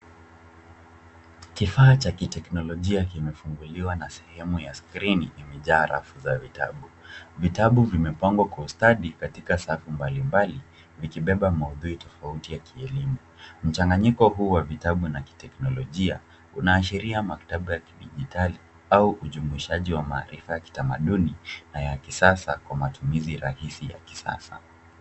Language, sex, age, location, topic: Swahili, male, 25-35, Nairobi, education